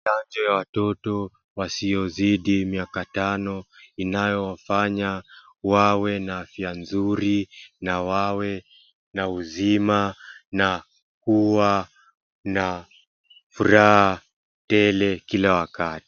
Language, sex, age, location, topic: Swahili, male, 25-35, Wajir, health